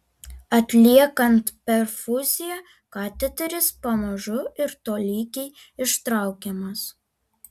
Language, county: Lithuanian, Alytus